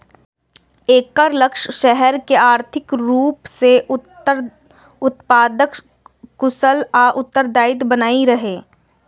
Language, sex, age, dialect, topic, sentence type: Maithili, female, 36-40, Eastern / Thethi, banking, statement